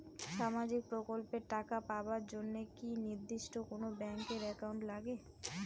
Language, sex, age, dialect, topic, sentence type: Bengali, female, 18-24, Rajbangshi, banking, question